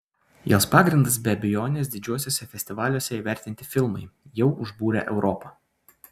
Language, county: Lithuanian, Utena